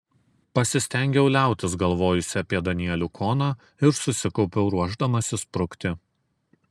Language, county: Lithuanian, Kaunas